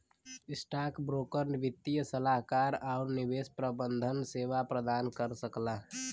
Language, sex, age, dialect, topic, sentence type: Bhojpuri, male, <18, Western, banking, statement